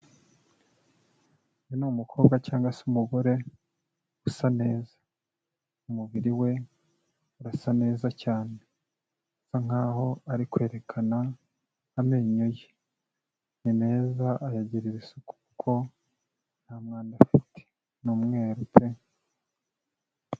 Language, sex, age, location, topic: Kinyarwanda, male, 25-35, Kigali, health